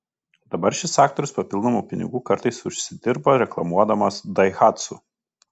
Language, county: Lithuanian, Kaunas